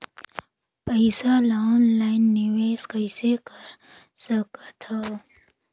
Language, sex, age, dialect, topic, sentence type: Chhattisgarhi, female, 18-24, Northern/Bhandar, banking, question